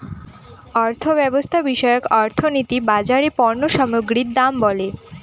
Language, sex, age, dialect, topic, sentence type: Bengali, female, 18-24, Northern/Varendri, banking, statement